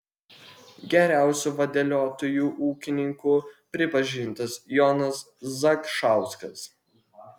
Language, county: Lithuanian, Kaunas